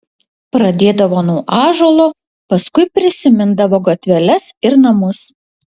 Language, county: Lithuanian, Utena